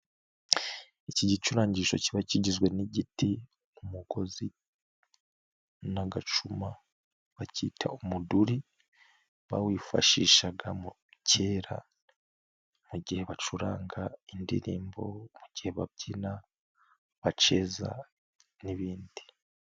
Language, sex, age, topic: Kinyarwanda, male, 25-35, government